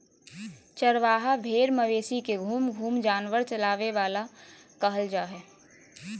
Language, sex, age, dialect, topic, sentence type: Magahi, female, 18-24, Southern, agriculture, statement